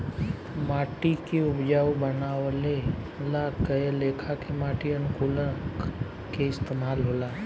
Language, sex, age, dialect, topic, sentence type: Bhojpuri, male, 18-24, Southern / Standard, agriculture, statement